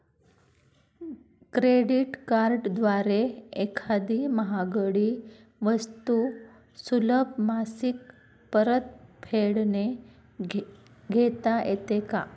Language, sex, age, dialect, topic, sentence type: Marathi, female, 25-30, Standard Marathi, banking, question